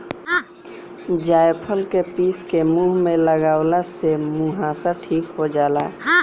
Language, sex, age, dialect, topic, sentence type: Bhojpuri, male, <18, Northern, agriculture, statement